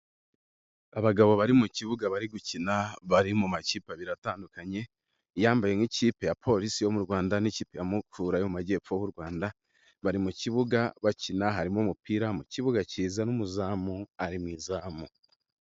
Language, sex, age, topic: Kinyarwanda, male, 18-24, government